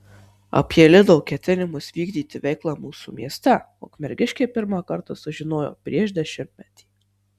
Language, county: Lithuanian, Marijampolė